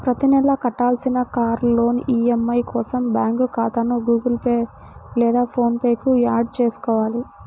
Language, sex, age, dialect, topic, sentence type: Telugu, female, 18-24, Central/Coastal, banking, statement